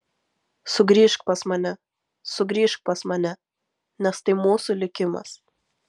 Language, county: Lithuanian, Vilnius